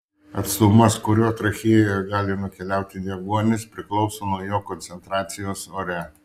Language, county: Lithuanian, Šiauliai